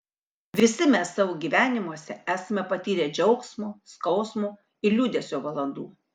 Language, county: Lithuanian, Kaunas